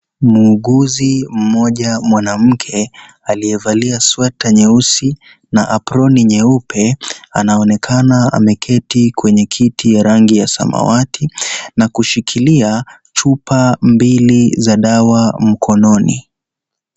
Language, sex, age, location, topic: Swahili, male, 18-24, Kisii, health